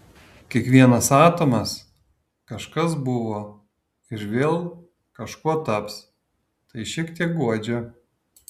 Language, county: Lithuanian, Kaunas